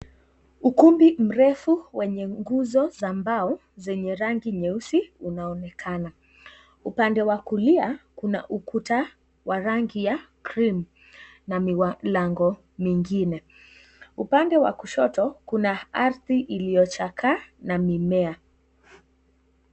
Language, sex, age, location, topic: Swahili, female, 18-24, Kisii, education